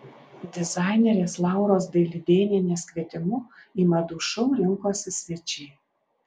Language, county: Lithuanian, Alytus